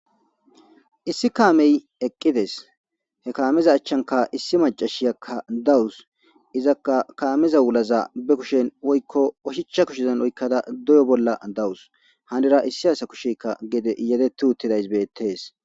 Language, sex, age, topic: Gamo, male, 18-24, government